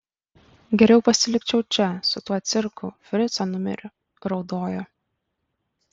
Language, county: Lithuanian, Kaunas